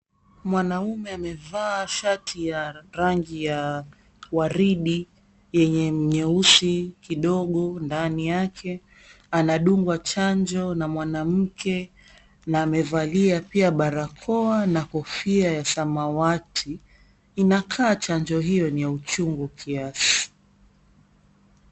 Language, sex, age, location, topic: Swahili, female, 25-35, Mombasa, health